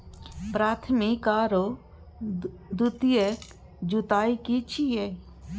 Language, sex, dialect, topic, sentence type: Maithili, female, Bajjika, agriculture, question